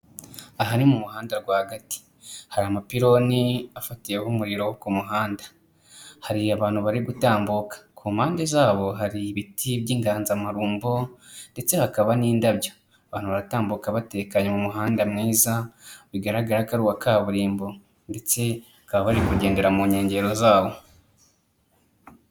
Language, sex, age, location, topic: Kinyarwanda, male, 25-35, Kigali, government